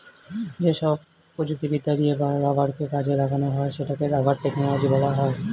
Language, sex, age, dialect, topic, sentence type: Bengali, male, 25-30, Standard Colloquial, agriculture, statement